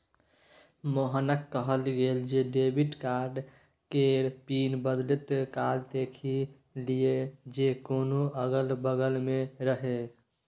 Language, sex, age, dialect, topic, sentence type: Maithili, male, 51-55, Bajjika, banking, statement